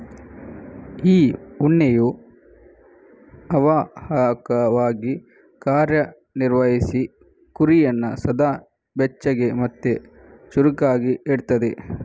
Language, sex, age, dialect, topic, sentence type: Kannada, male, 31-35, Coastal/Dakshin, agriculture, statement